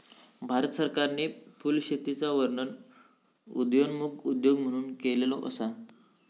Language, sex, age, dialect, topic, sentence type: Marathi, male, 18-24, Southern Konkan, agriculture, statement